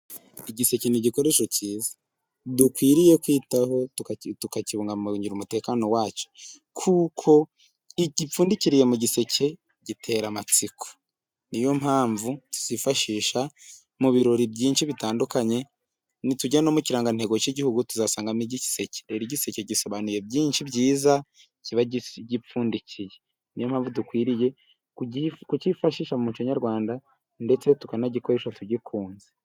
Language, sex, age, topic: Kinyarwanda, male, 18-24, government